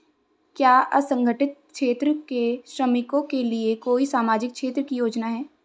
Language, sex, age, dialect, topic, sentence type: Hindi, female, 18-24, Marwari Dhudhari, banking, question